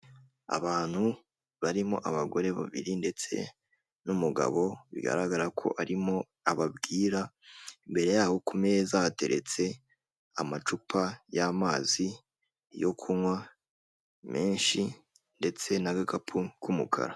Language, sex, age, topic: Kinyarwanda, male, 25-35, government